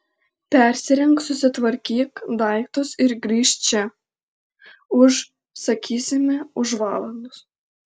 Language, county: Lithuanian, Alytus